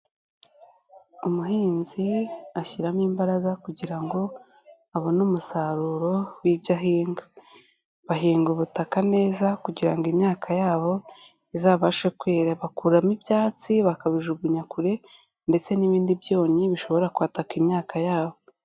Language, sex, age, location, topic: Kinyarwanda, female, 18-24, Kigali, agriculture